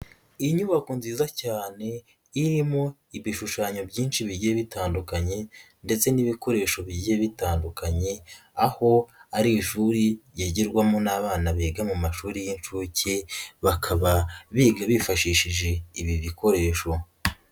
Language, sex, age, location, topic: Kinyarwanda, male, 18-24, Nyagatare, education